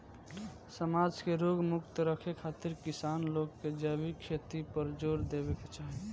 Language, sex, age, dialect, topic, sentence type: Bhojpuri, male, 18-24, Southern / Standard, agriculture, statement